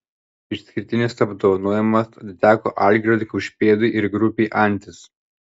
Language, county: Lithuanian, Panevėžys